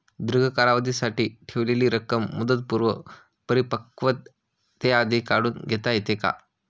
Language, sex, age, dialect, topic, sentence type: Marathi, male, 25-30, Standard Marathi, banking, question